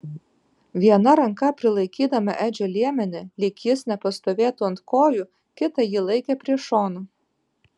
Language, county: Lithuanian, Vilnius